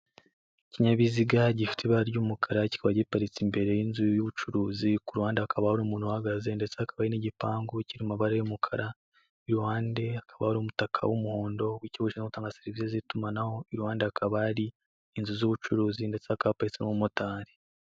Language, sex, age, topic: Kinyarwanda, male, 18-24, government